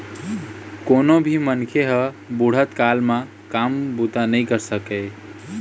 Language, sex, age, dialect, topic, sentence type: Chhattisgarhi, male, 18-24, Eastern, banking, statement